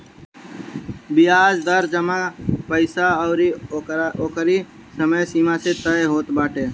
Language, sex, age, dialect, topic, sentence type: Bhojpuri, male, 18-24, Northern, banking, statement